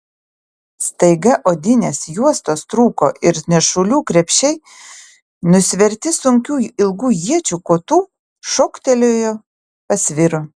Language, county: Lithuanian, Utena